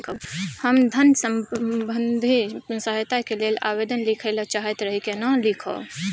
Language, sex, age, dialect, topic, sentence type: Maithili, female, 25-30, Bajjika, agriculture, question